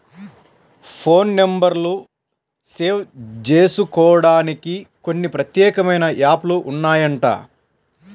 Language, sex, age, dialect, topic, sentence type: Telugu, female, 31-35, Central/Coastal, banking, statement